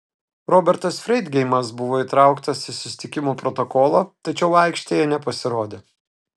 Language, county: Lithuanian, Telšiai